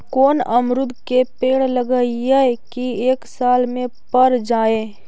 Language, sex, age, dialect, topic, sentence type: Magahi, female, 36-40, Central/Standard, agriculture, question